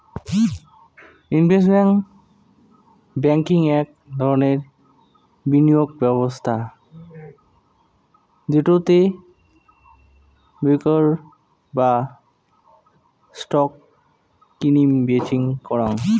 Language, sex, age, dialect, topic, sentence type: Bengali, male, 18-24, Rajbangshi, banking, statement